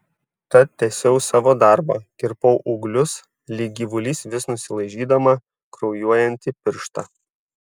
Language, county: Lithuanian, Šiauliai